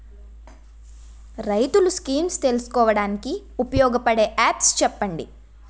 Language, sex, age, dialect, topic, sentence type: Telugu, female, 18-24, Utterandhra, agriculture, question